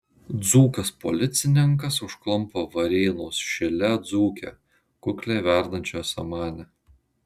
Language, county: Lithuanian, Marijampolė